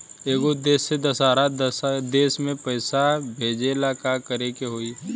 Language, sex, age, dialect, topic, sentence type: Bhojpuri, male, 18-24, Western, banking, question